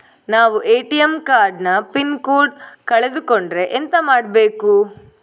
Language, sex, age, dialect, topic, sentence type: Kannada, female, 18-24, Coastal/Dakshin, banking, question